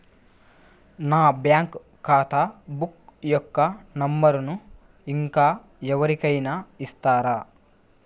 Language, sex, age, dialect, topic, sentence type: Telugu, male, 41-45, Central/Coastal, banking, question